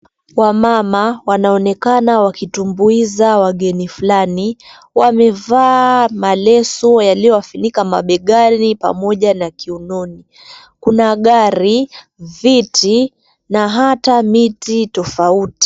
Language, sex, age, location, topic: Swahili, female, 25-35, Mombasa, government